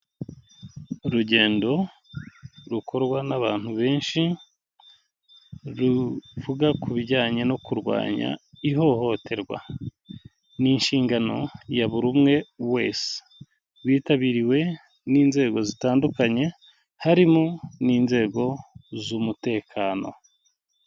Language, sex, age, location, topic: Kinyarwanda, male, 36-49, Kigali, health